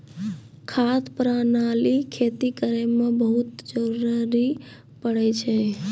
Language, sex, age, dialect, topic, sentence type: Maithili, female, 18-24, Angika, agriculture, statement